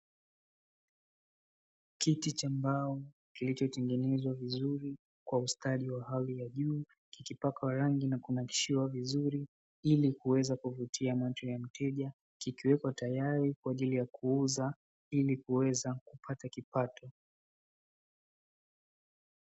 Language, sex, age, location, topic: Swahili, male, 18-24, Dar es Salaam, finance